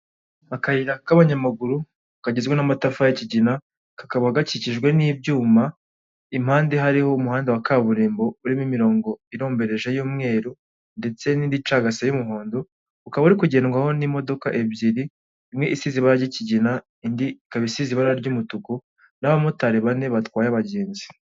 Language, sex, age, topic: Kinyarwanda, male, 18-24, government